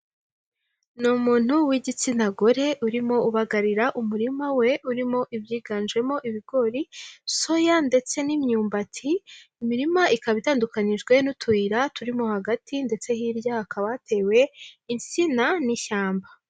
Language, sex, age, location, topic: Kinyarwanda, female, 18-24, Huye, agriculture